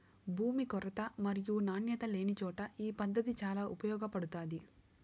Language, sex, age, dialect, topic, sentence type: Telugu, female, 18-24, Southern, agriculture, statement